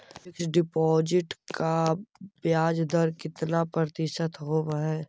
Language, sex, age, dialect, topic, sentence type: Magahi, male, 51-55, Central/Standard, banking, question